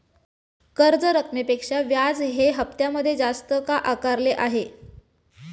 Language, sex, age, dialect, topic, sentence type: Marathi, female, 25-30, Standard Marathi, banking, question